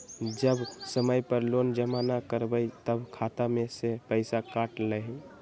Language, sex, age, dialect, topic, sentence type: Magahi, male, 18-24, Western, banking, question